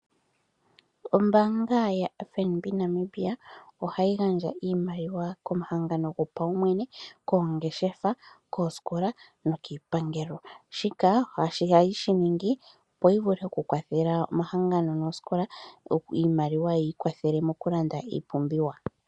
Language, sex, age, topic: Oshiwambo, female, 25-35, finance